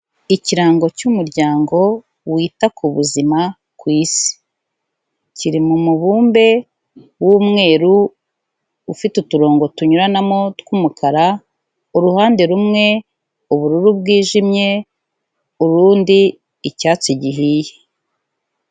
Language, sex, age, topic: Kinyarwanda, female, 36-49, health